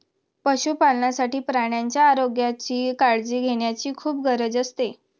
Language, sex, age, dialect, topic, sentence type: Marathi, female, 18-24, Standard Marathi, agriculture, statement